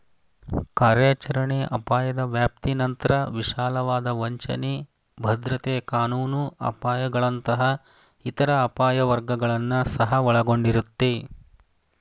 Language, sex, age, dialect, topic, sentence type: Kannada, male, 31-35, Mysore Kannada, banking, statement